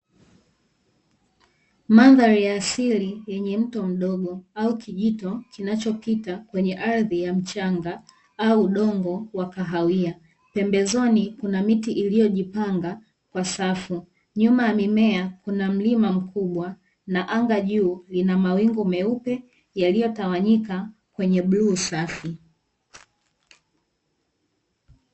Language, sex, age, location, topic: Swahili, female, 18-24, Dar es Salaam, agriculture